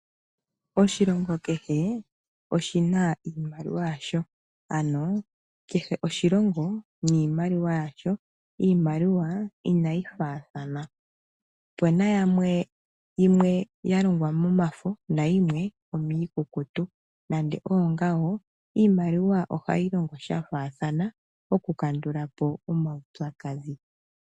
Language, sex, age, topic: Oshiwambo, female, 25-35, finance